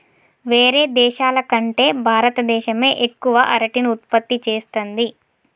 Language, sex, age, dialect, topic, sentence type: Telugu, female, 18-24, Telangana, agriculture, statement